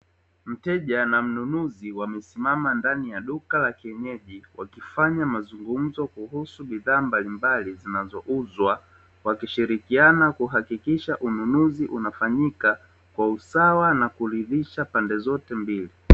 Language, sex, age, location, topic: Swahili, male, 25-35, Dar es Salaam, finance